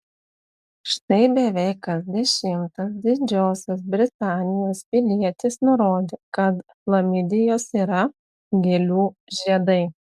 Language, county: Lithuanian, Telšiai